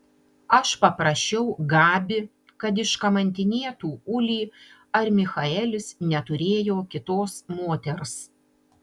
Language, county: Lithuanian, Panevėžys